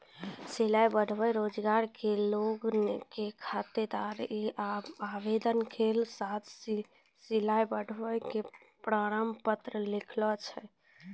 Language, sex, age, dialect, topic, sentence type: Maithili, female, 18-24, Angika, banking, question